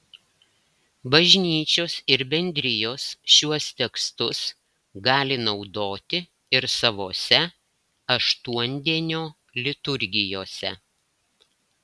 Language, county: Lithuanian, Klaipėda